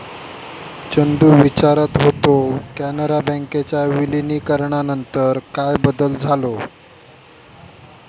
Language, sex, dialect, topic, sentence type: Marathi, male, Southern Konkan, banking, statement